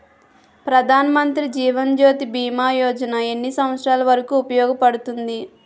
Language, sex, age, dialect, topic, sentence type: Telugu, female, 18-24, Utterandhra, banking, question